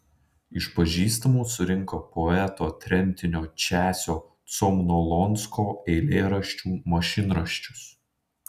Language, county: Lithuanian, Panevėžys